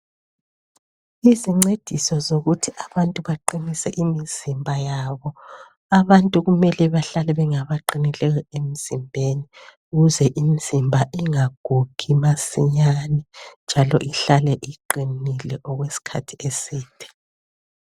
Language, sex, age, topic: North Ndebele, female, 50+, health